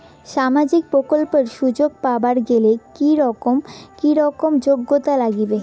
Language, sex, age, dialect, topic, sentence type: Bengali, female, 18-24, Rajbangshi, banking, question